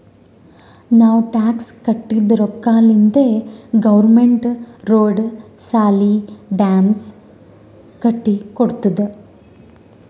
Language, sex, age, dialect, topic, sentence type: Kannada, female, 18-24, Northeastern, banking, statement